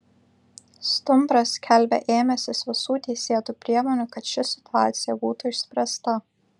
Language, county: Lithuanian, Vilnius